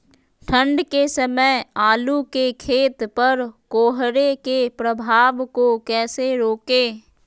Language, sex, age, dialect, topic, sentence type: Magahi, female, 31-35, Western, agriculture, question